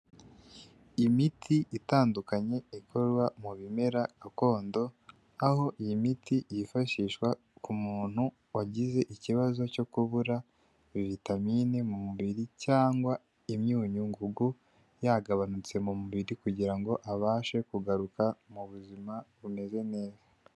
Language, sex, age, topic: Kinyarwanda, male, 18-24, health